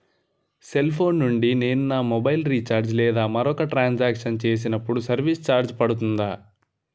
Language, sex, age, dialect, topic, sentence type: Telugu, male, 18-24, Utterandhra, banking, question